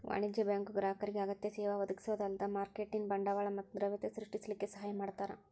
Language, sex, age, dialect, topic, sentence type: Kannada, female, 25-30, Dharwad Kannada, banking, statement